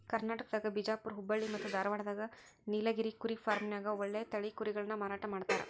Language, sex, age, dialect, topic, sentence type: Kannada, female, 18-24, Dharwad Kannada, agriculture, statement